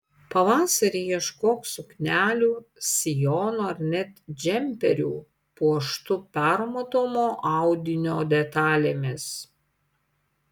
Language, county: Lithuanian, Panevėžys